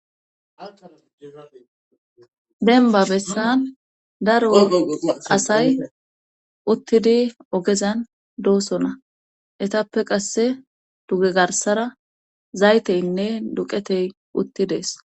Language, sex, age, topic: Gamo, male, 25-35, government